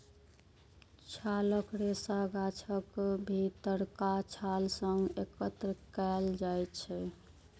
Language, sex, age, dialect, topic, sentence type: Maithili, female, 25-30, Eastern / Thethi, agriculture, statement